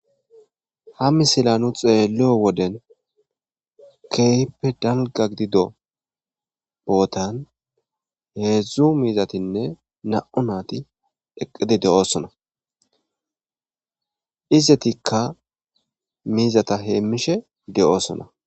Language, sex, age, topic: Gamo, male, 25-35, agriculture